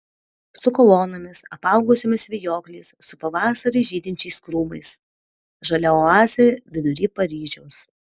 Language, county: Lithuanian, Panevėžys